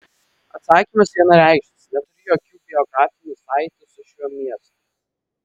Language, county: Lithuanian, Vilnius